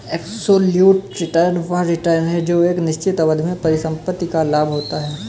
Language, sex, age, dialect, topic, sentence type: Hindi, male, 18-24, Kanauji Braj Bhasha, banking, statement